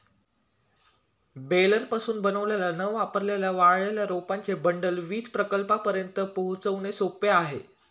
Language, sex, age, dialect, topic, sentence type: Marathi, male, 18-24, Standard Marathi, agriculture, statement